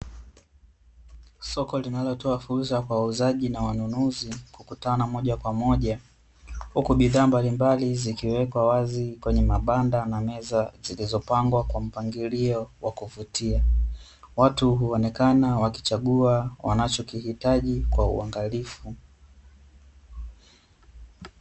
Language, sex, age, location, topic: Swahili, male, 18-24, Dar es Salaam, finance